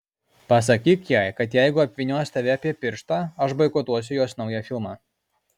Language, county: Lithuanian, Alytus